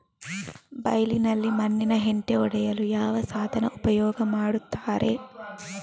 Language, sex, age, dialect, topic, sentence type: Kannada, female, 18-24, Coastal/Dakshin, agriculture, question